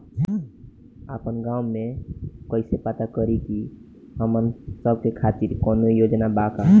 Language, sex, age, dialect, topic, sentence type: Bhojpuri, male, <18, Southern / Standard, banking, question